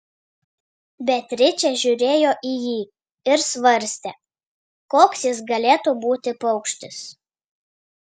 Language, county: Lithuanian, Vilnius